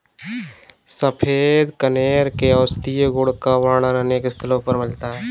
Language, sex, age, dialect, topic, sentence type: Hindi, male, 18-24, Kanauji Braj Bhasha, agriculture, statement